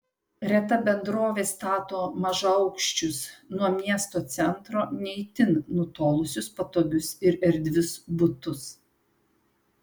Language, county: Lithuanian, Panevėžys